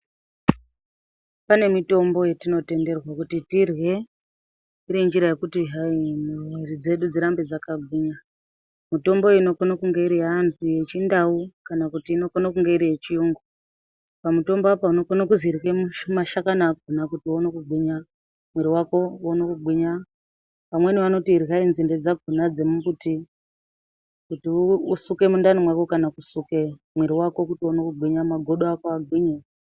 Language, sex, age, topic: Ndau, female, 25-35, health